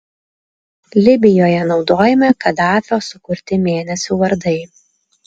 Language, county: Lithuanian, Alytus